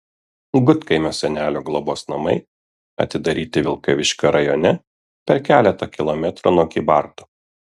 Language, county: Lithuanian, Kaunas